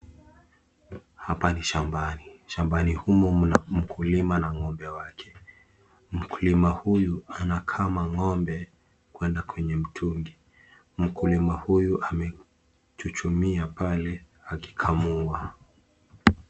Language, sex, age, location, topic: Swahili, male, 18-24, Kisii, agriculture